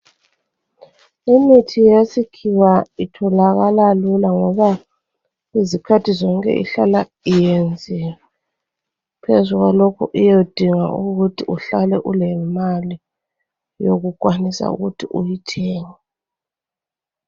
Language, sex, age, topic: North Ndebele, female, 36-49, health